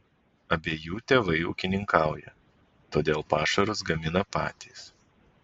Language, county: Lithuanian, Vilnius